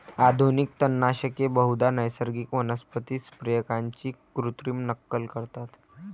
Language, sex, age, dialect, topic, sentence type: Marathi, male, 18-24, Varhadi, agriculture, statement